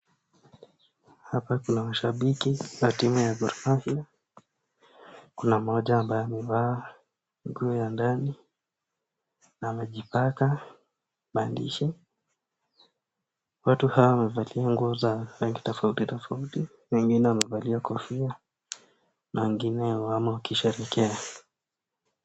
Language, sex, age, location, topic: Swahili, male, 18-24, Nakuru, government